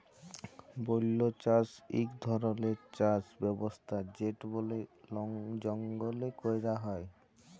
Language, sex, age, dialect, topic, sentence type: Bengali, male, 18-24, Jharkhandi, agriculture, statement